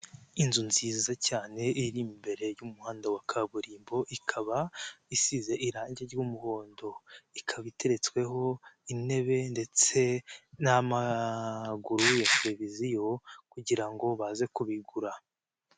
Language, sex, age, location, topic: Kinyarwanda, male, 18-24, Nyagatare, finance